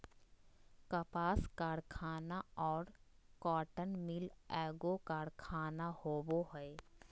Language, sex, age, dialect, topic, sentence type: Magahi, female, 25-30, Southern, agriculture, statement